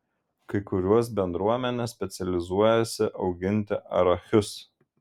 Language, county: Lithuanian, Šiauliai